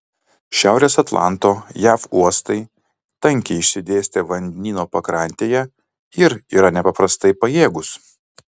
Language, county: Lithuanian, Kaunas